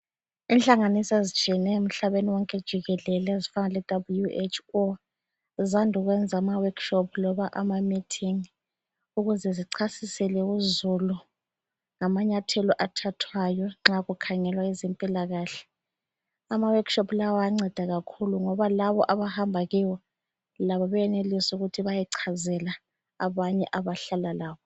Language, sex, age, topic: North Ndebele, female, 25-35, health